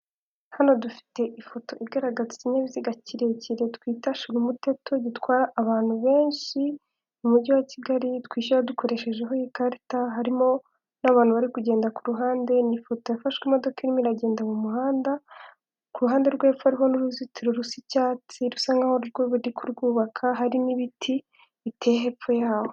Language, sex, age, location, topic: Kinyarwanda, female, 18-24, Kigali, government